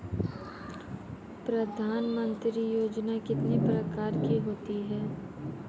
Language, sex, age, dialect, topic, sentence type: Hindi, female, 25-30, Marwari Dhudhari, banking, question